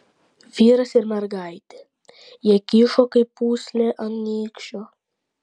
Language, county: Lithuanian, Klaipėda